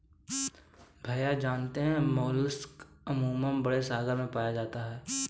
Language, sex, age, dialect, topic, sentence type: Hindi, male, 18-24, Kanauji Braj Bhasha, agriculture, statement